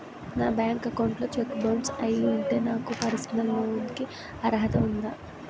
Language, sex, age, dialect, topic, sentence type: Telugu, female, 18-24, Utterandhra, banking, question